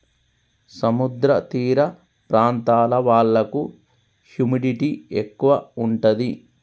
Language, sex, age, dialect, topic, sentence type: Telugu, male, 36-40, Telangana, agriculture, statement